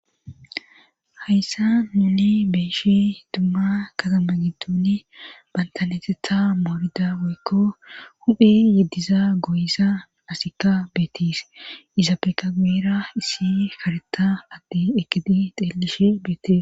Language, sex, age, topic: Gamo, female, 25-35, government